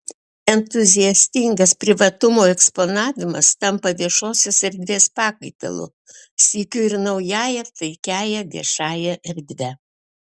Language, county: Lithuanian, Alytus